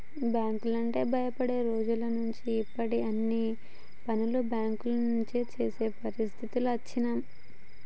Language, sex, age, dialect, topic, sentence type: Telugu, female, 25-30, Telangana, banking, statement